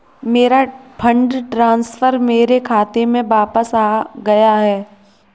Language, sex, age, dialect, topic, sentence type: Hindi, male, 18-24, Kanauji Braj Bhasha, banking, statement